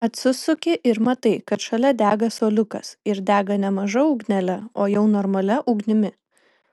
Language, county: Lithuanian, Kaunas